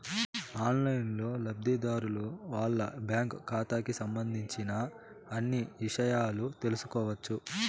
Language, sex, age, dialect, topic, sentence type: Telugu, male, 18-24, Southern, banking, statement